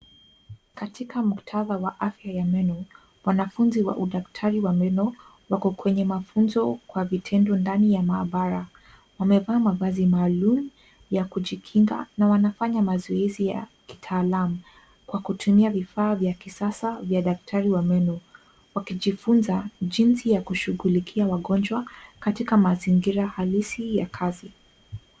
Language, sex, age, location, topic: Swahili, female, 18-24, Nairobi, health